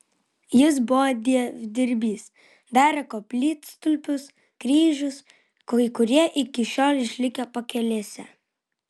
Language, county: Lithuanian, Vilnius